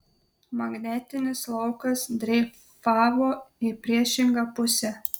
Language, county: Lithuanian, Telšiai